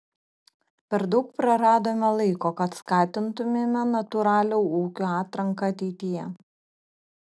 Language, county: Lithuanian, Kaunas